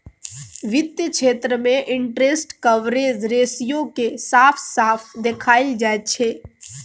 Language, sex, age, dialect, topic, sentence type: Maithili, female, 18-24, Bajjika, banking, statement